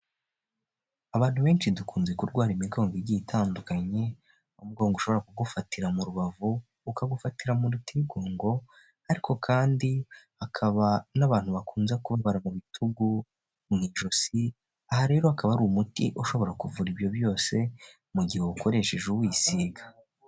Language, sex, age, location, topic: Kinyarwanda, male, 18-24, Huye, health